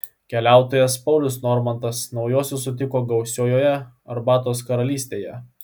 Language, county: Lithuanian, Klaipėda